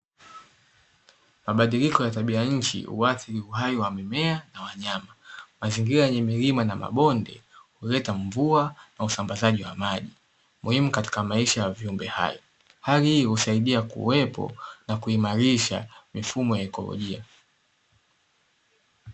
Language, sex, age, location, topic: Swahili, male, 18-24, Dar es Salaam, agriculture